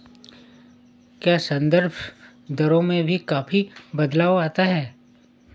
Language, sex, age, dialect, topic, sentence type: Hindi, male, 31-35, Awadhi Bundeli, banking, statement